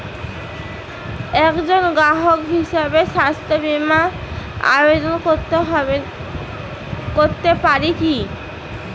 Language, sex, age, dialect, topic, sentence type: Bengali, female, 25-30, Rajbangshi, banking, question